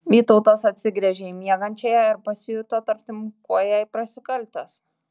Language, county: Lithuanian, Tauragė